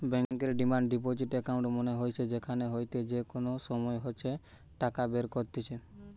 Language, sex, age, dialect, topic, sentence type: Bengali, male, 18-24, Western, banking, statement